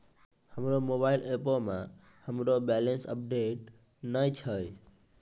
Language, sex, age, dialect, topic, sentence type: Maithili, male, 18-24, Angika, banking, statement